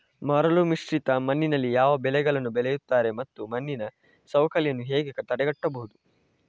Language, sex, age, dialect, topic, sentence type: Kannada, male, 25-30, Coastal/Dakshin, agriculture, question